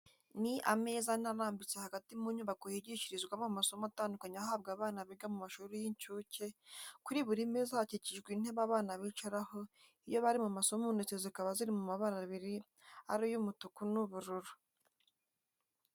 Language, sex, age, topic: Kinyarwanda, female, 18-24, education